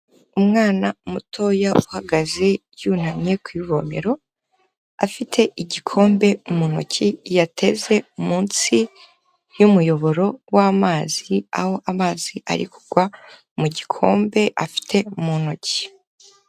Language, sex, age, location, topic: Kinyarwanda, female, 25-35, Kigali, health